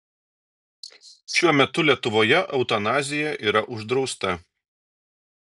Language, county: Lithuanian, Šiauliai